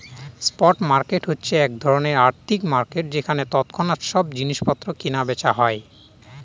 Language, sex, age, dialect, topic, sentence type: Bengali, male, 25-30, Northern/Varendri, banking, statement